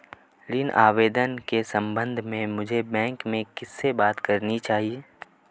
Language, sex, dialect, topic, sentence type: Hindi, male, Marwari Dhudhari, banking, question